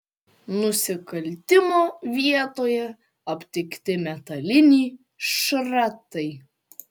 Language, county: Lithuanian, Panevėžys